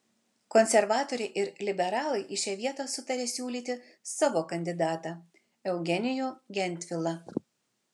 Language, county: Lithuanian, Vilnius